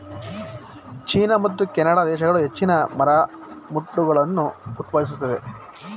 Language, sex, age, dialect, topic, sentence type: Kannada, male, 25-30, Mysore Kannada, agriculture, statement